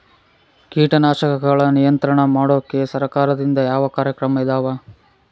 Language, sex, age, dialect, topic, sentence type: Kannada, male, 41-45, Central, agriculture, question